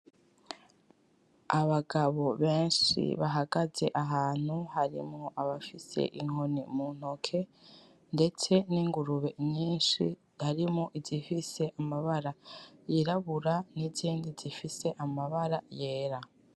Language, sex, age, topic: Rundi, female, 25-35, agriculture